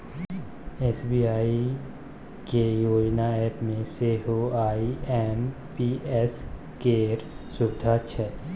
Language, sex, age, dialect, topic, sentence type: Maithili, male, 18-24, Bajjika, banking, statement